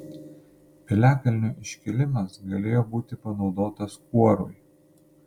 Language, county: Lithuanian, Panevėžys